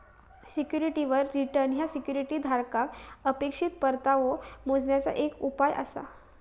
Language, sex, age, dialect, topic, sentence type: Marathi, female, 18-24, Southern Konkan, banking, statement